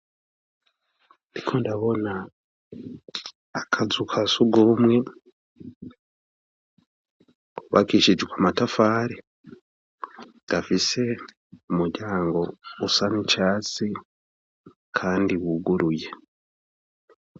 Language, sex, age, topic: Rundi, male, 18-24, education